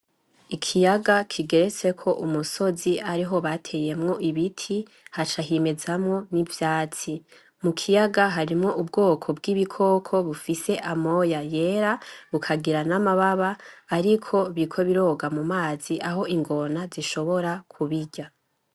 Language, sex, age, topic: Rundi, male, 18-24, agriculture